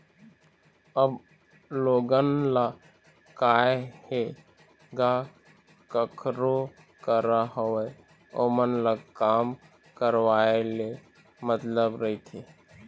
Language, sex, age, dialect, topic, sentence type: Chhattisgarhi, male, 25-30, Eastern, banking, statement